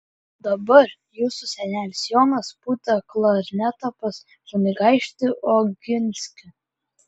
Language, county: Lithuanian, Klaipėda